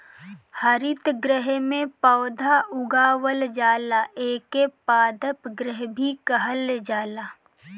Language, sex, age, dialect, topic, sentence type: Bhojpuri, female, 18-24, Northern, agriculture, statement